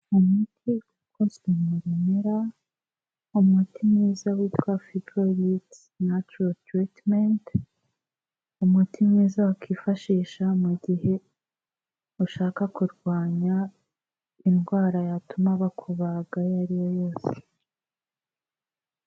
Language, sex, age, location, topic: Kinyarwanda, female, 18-24, Kigali, health